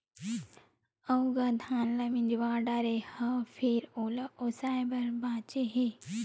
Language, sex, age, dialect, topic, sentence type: Chhattisgarhi, female, 18-24, Western/Budati/Khatahi, agriculture, statement